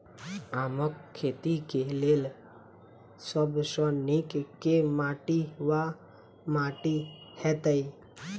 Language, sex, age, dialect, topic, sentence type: Maithili, female, 18-24, Southern/Standard, agriculture, question